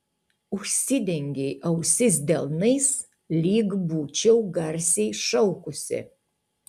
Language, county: Lithuanian, Utena